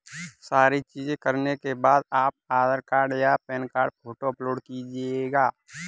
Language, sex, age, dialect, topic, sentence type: Hindi, male, 18-24, Kanauji Braj Bhasha, banking, statement